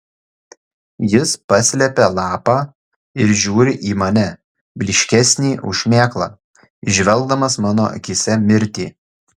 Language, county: Lithuanian, Šiauliai